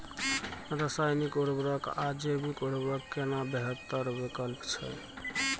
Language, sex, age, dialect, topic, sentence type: Maithili, male, 25-30, Bajjika, agriculture, question